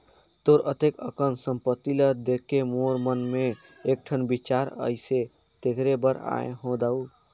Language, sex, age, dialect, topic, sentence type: Chhattisgarhi, male, 56-60, Northern/Bhandar, banking, statement